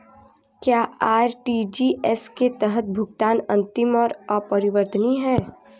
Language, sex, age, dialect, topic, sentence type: Hindi, female, 18-24, Hindustani Malvi Khadi Boli, banking, question